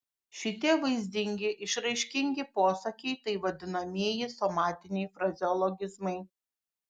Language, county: Lithuanian, Šiauliai